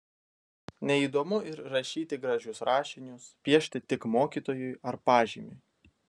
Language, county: Lithuanian, Vilnius